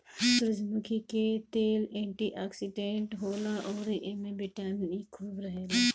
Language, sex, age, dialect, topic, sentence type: Bhojpuri, female, 25-30, Northern, agriculture, statement